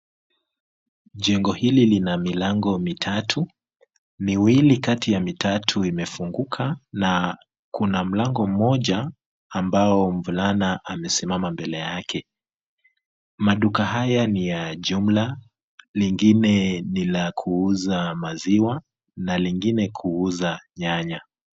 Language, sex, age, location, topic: Swahili, male, 25-35, Kisumu, finance